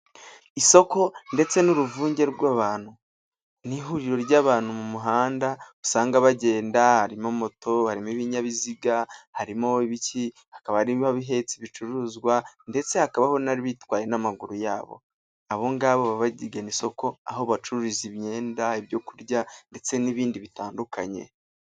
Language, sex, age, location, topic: Kinyarwanda, male, 18-24, Nyagatare, finance